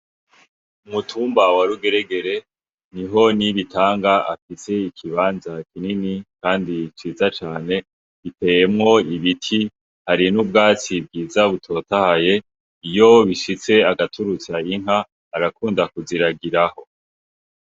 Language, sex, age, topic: Rundi, male, 18-24, agriculture